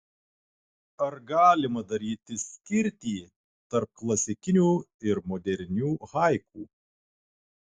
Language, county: Lithuanian, Klaipėda